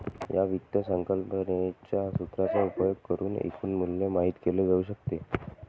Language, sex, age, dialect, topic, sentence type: Marathi, male, 18-24, Northern Konkan, banking, statement